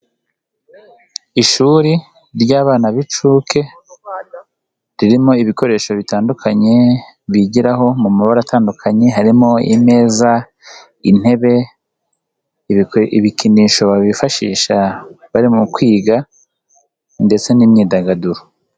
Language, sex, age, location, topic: Kinyarwanda, male, 18-24, Nyagatare, education